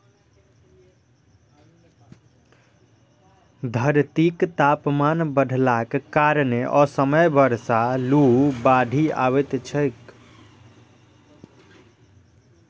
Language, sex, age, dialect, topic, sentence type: Maithili, male, 18-24, Eastern / Thethi, agriculture, statement